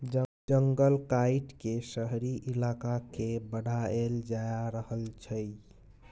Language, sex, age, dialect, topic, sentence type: Maithili, male, 18-24, Bajjika, agriculture, statement